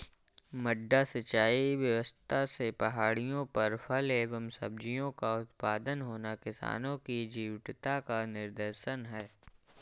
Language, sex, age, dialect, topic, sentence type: Hindi, male, 36-40, Awadhi Bundeli, agriculture, statement